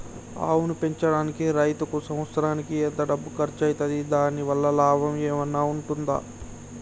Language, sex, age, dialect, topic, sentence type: Telugu, male, 60-100, Telangana, agriculture, question